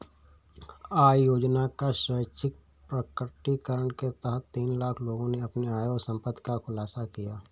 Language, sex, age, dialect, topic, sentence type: Hindi, male, 18-24, Awadhi Bundeli, banking, statement